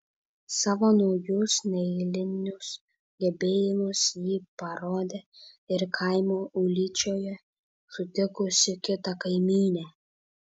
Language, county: Lithuanian, Vilnius